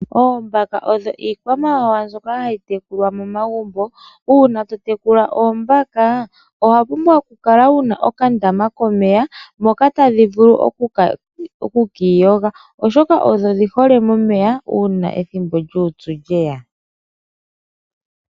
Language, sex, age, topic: Oshiwambo, female, 25-35, agriculture